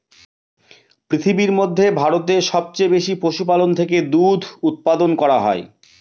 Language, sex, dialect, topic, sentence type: Bengali, male, Northern/Varendri, agriculture, statement